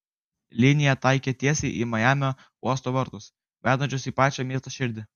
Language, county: Lithuanian, Kaunas